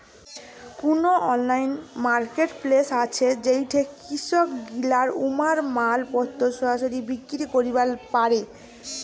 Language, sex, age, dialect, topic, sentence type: Bengali, female, 18-24, Rajbangshi, agriculture, statement